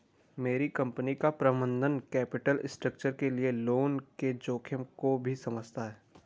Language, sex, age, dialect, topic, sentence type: Hindi, male, 25-30, Garhwali, banking, statement